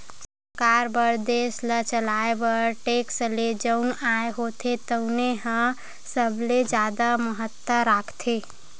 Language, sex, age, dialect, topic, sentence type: Chhattisgarhi, female, 18-24, Western/Budati/Khatahi, banking, statement